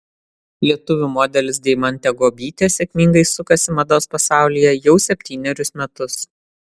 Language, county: Lithuanian, Vilnius